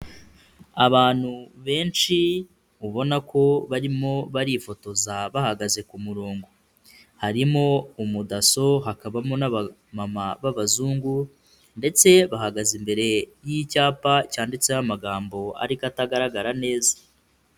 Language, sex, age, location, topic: Kinyarwanda, male, 25-35, Kigali, health